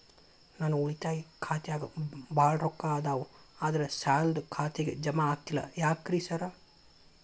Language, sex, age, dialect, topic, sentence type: Kannada, male, 25-30, Dharwad Kannada, banking, question